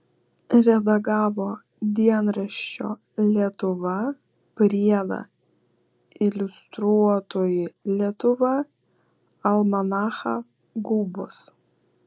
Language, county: Lithuanian, Vilnius